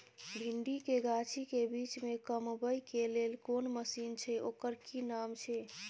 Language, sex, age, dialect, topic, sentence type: Maithili, female, 25-30, Bajjika, agriculture, question